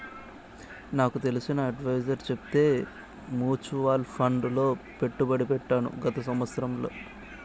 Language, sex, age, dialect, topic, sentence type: Telugu, male, 18-24, Southern, banking, statement